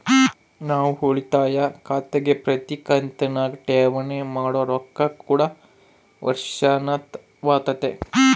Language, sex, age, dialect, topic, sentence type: Kannada, male, 25-30, Central, banking, statement